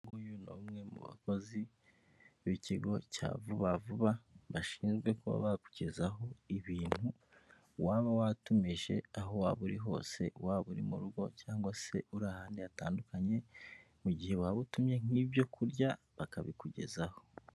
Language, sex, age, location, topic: Kinyarwanda, male, 25-35, Kigali, finance